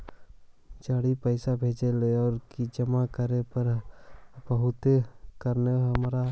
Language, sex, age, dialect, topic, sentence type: Magahi, male, 51-55, Central/Standard, banking, question